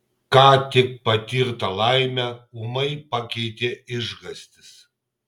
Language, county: Lithuanian, Kaunas